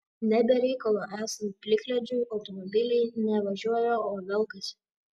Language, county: Lithuanian, Panevėžys